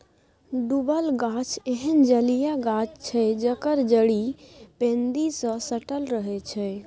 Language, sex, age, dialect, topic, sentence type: Maithili, female, 18-24, Bajjika, agriculture, statement